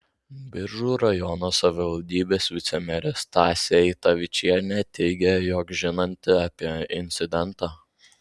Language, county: Lithuanian, Vilnius